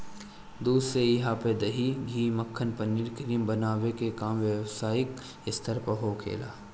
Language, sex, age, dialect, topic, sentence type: Bhojpuri, female, 18-24, Northern, agriculture, statement